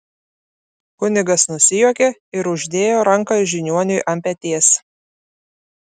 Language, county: Lithuanian, Klaipėda